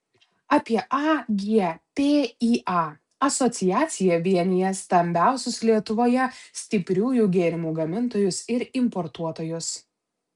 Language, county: Lithuanian, Utena